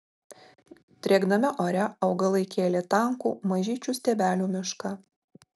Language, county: Lithuanian, Marijampolė